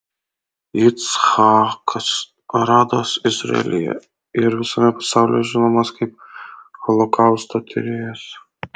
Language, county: Lithuanian, Kaunas